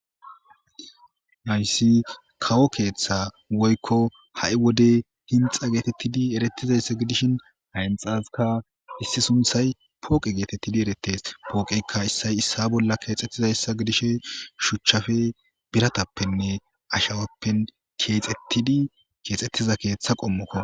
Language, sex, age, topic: Gamo, male, 18-24, government